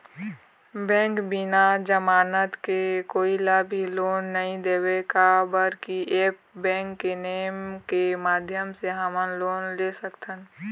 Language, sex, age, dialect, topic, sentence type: Chhattisgarhi, female, 18-24, Eastern, banking, question